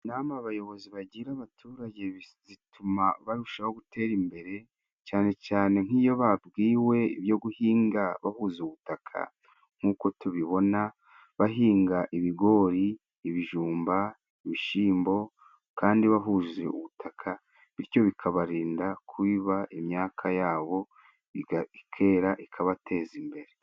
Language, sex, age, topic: Kinyarwanda, male, 36-49, government